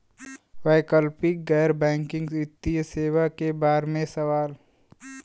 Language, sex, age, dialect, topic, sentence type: Bhojpuri, male, 18-24, Western, banking, question